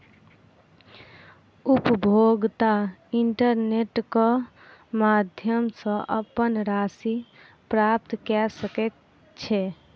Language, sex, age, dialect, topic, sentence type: Maithili, female, 25-30, Southern/Standard, banking, statement